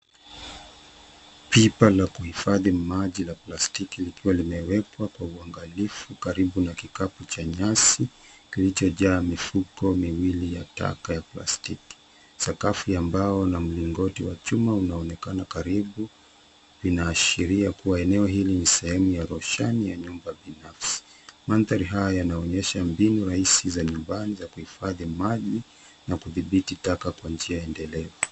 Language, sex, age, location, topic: Swahili, male, 36-49, Nairobi, government